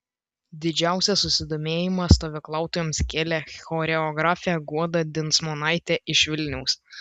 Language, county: Lithuanian, Vilnius